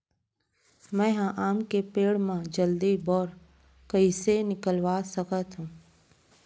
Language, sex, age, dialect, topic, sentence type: Chhattisgarhi, female, 31-35, Central, agriculture, question